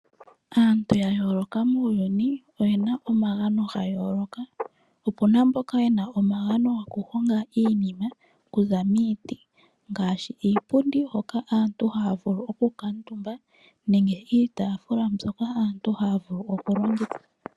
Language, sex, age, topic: Oshiwambo, female, 25-35, finance